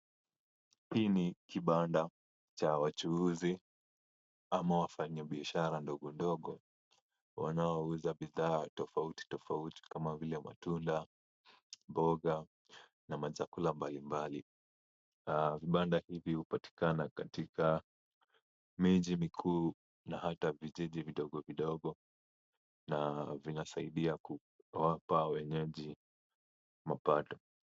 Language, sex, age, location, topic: Swahili, male, 18-24, Kisumu, finance